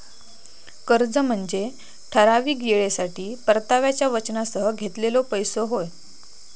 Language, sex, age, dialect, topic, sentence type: Marathi, female, 18-24, Southern Konkan, banking, statement